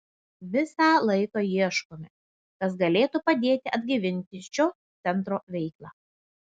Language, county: Lithuanian, Vilnius